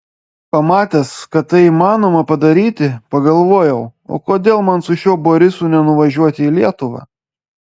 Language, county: Lithuanian, Klaipėda